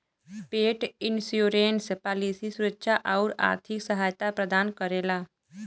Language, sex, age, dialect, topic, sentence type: Bhojpuri, female, 18-24, Western, banking, statement